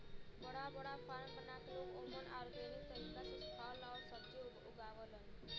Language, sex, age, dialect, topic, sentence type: Bhojpuri, female, 18-24, Western, agriculture, statement